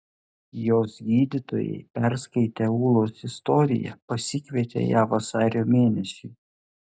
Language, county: Lithuanian, Klaipėda